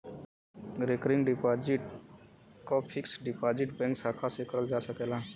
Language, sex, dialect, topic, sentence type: Bhojpuri, male, Western, banking, statement